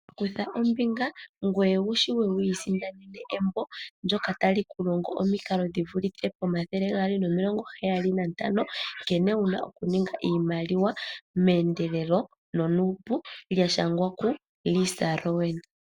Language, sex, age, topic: Oshiwambo, female, 18-24, finance